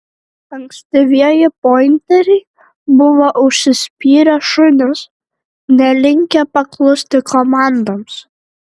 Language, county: Lithuanian, Šiauliai